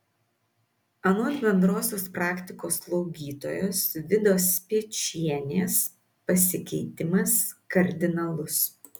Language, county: Lithuanian, Vilnius